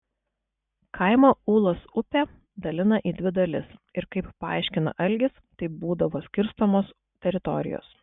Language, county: Lithuanian, Kaunas